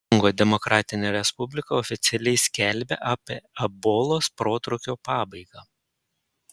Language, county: Lithuanian, Panevėžys